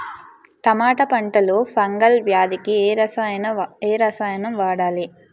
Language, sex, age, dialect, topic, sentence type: Telugu, female, 25-30, Utterandhra, agriculture, question